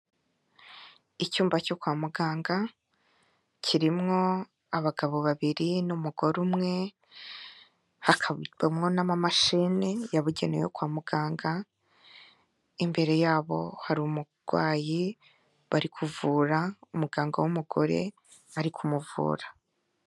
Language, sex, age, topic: Kinyarwanda, female, 25-35, health